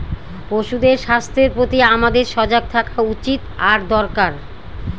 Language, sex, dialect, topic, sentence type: Bengali, female, Northern/Varendri, agriculture, statement